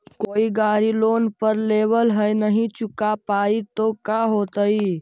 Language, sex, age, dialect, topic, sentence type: Magahi, male, 51-55, Central/Standard, banking, question